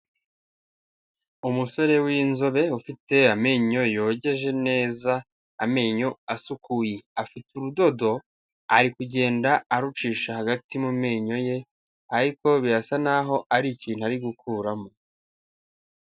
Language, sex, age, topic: Kinyarwanda, male, 18-24, health